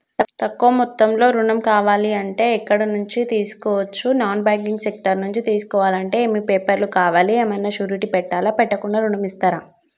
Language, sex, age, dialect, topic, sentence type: Telugu, male, 25-30, Telangana, banking, question